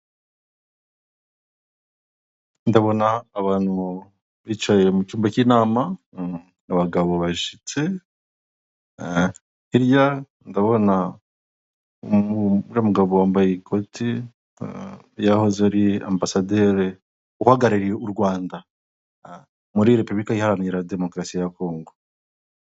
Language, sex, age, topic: Kinyarwanda, male, 36-49, government